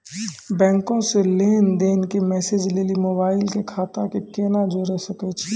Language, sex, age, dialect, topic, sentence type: Maithili, male, 18-24, Angika, banking, question